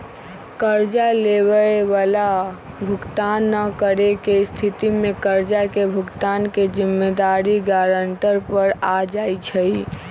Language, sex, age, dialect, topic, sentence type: Magahi, female, 18-24, Western, banking, statement